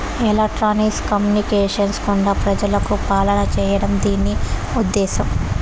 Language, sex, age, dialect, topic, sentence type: Telugu, female, 18-24, Southern, banking, statement